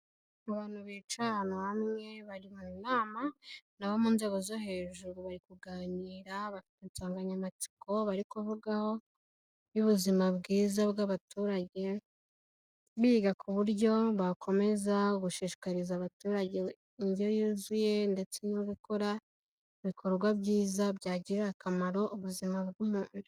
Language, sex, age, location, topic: Kinyarwanda, female, 18-24, Kigali, health